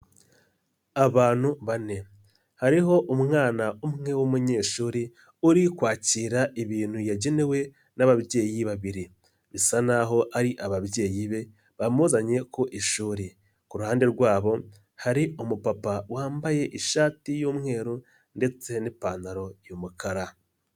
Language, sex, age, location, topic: Kinyarwanda, male, 25-35, Nyagatare, education